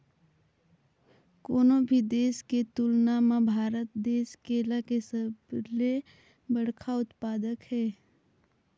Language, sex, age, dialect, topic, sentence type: Chhattisgarhi, female, 18-24, Northern/Bhandar, agriculture, statement